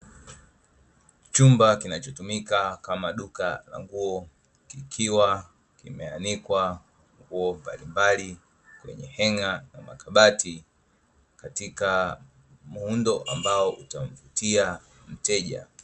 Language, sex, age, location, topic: Swahili, male, 25-35, Dar es Salaam, finance